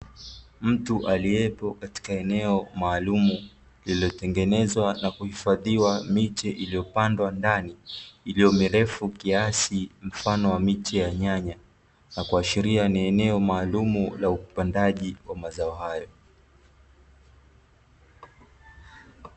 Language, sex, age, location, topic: Swahili, male, 18-24, Dar es Salaam, agriculture